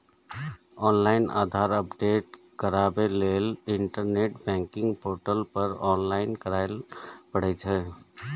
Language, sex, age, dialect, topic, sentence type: Maithili, male, 36-40, Eastern / Thethi, banking, statement